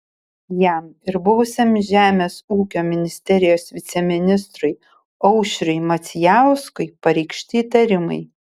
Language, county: Lithuanian, Šiauliai